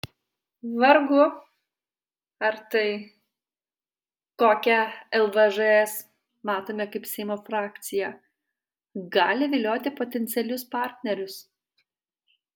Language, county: Lithuanian, Alytus